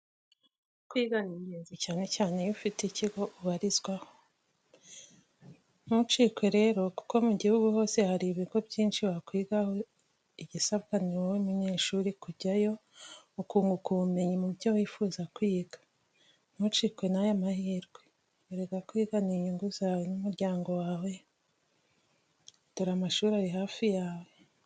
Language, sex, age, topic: Kinyarwanda, female, 25-35, education